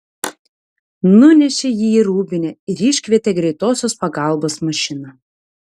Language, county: Lithuanian, Tauragė